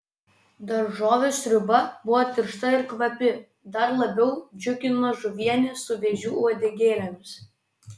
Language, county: Lithuanian, Vilnius